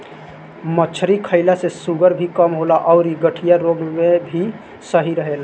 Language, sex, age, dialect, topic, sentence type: Bhojpuri, male, 18-24, Southern / Standard, agriculture, statement